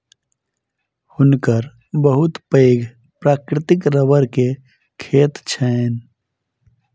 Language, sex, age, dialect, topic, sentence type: Maithili, male, 31-35, Southern/Standard, agriculture, statement